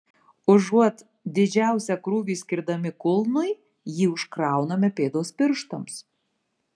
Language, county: Lithuanian, Marijampolė